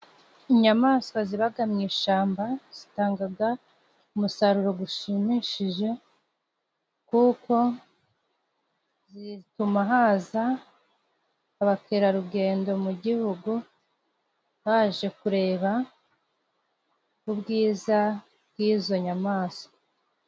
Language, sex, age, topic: Kinyarwanda, female, 25-35, agriculture